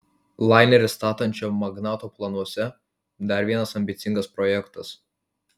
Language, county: Lithuanian, Vilnius